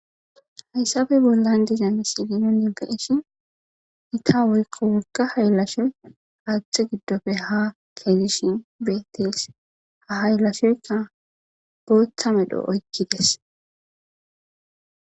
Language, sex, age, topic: Gamo, female, 18-24, agriculture